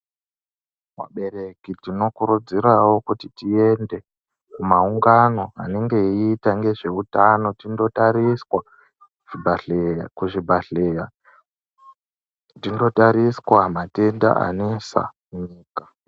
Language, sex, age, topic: Ndau, male, 18-24, health